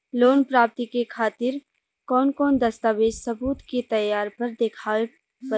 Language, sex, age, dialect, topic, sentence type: Bhojpuri, female, 18-24, Western, banking, statement